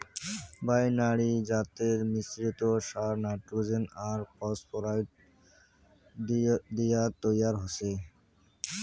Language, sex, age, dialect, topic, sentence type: Bengali, male, 18-24, Rajbangshi, agriculture, statement